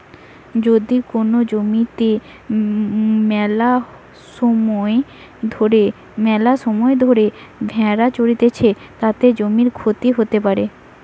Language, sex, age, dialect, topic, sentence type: Bengali, female, 18-24, Western, agriculture, statement